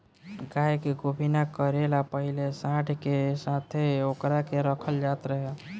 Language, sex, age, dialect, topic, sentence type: Bhojpuri, male, <18, Southern / Standard, agriculture, statement